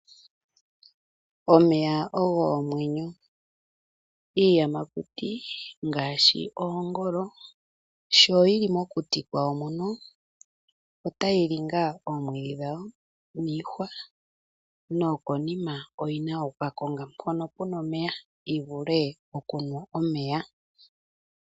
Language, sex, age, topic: Oshiwambo, female, 25-35, agriculture